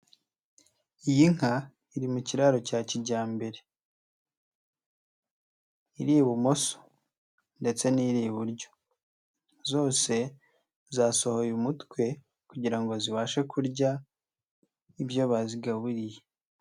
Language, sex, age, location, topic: Kinyarwanda, male, 25-35, Nyagatare, agriculture